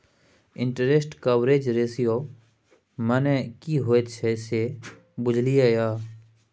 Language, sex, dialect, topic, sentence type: Maithili, male, Bajjika, banking, statement